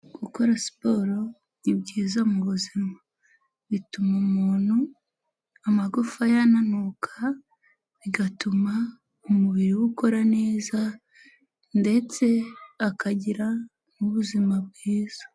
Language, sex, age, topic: Kinyarwanda, female, 18-24, health